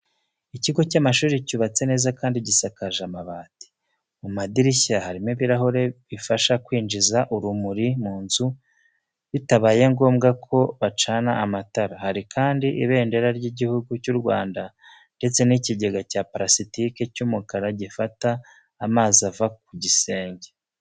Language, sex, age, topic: Kinyarwanda, male, 36-49, education